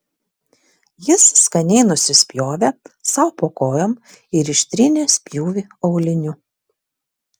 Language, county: Lithuanian, Vilnius